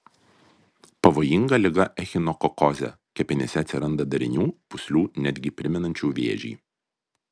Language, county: Lithuanian, Vilnius